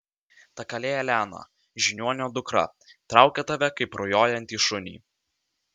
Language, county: Lithuanian, Vilnius